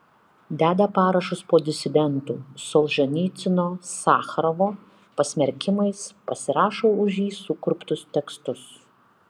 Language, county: Lithuanian, Kaunas